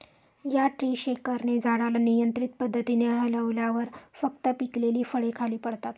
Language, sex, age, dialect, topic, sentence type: Marathi, female, 36-40, Standard Marathi, agriculture, statement